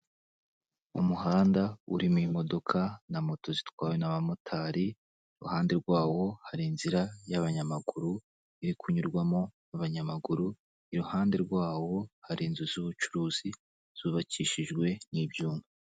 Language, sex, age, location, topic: Kinyarwanda, male, 18-24, Kigali, government